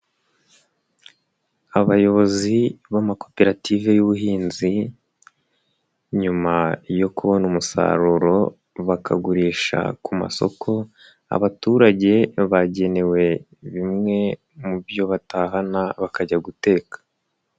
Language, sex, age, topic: Kinyarwanda, male, 25-35, finance